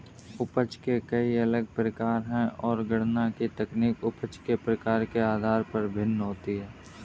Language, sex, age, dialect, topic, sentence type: Hindi, male, 18-24, Kanauji Braj Bhasha, banking, statement